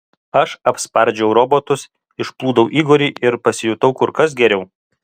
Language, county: Lithuanian, Alytus